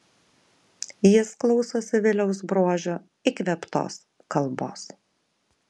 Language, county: Lithuanian, Vilnius